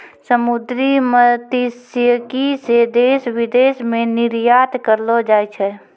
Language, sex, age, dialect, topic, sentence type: Maithili, female, 31-35, Angika, agriculture, statement